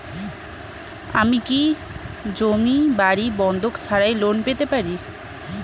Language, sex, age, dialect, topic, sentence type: Bengali, female, 18-24, Standard Colloquial, banking, question